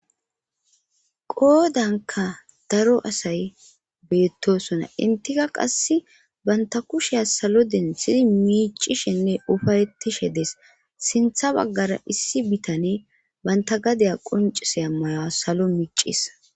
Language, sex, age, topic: Gamo, female, 25-35, government